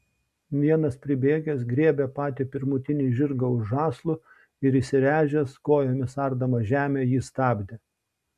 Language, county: Lithuanian, Šiauliai